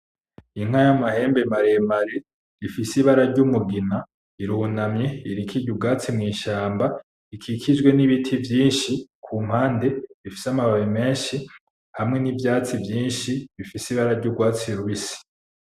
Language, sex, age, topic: Rundi, male, 18-24, agriculture